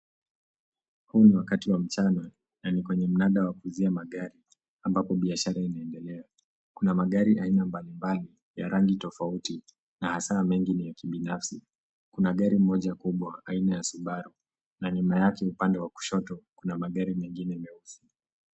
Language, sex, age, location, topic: Swahili, male, 18-24, Nairobi, finance